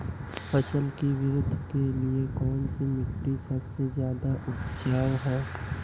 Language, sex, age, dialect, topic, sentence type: Hindi, male, 18-24, Marwari Dhudhari, agriculture, question